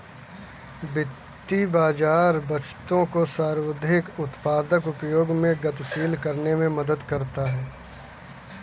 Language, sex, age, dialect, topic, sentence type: Hindi, male, 18-24, Kanauji Braj Bhasha, banking, statement